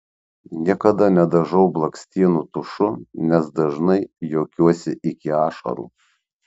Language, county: Lithuanian, Šiauliai